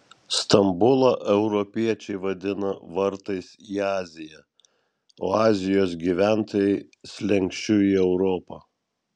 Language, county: Lithuanian, Vilnius